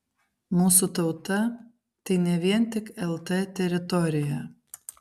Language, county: Lithuanian, Kaunas